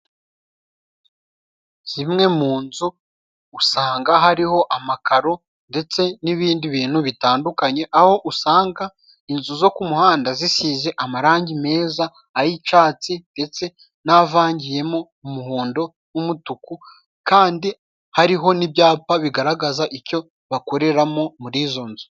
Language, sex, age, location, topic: Kinyarwanda, male, 25-35, Musanze, finance